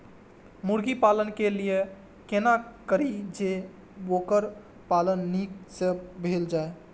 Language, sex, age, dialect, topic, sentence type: Maithili, male, 18-24, Eastern / Thethi, agriculture, question